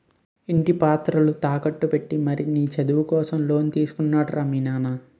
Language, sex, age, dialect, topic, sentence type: Telugu, male, 18-24, Utterandhra, banking, statement